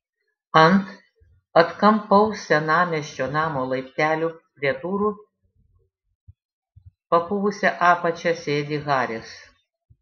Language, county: Lithuanian, Šiauliai